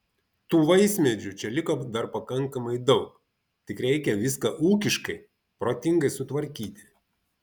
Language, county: Lithuanian, Vilnius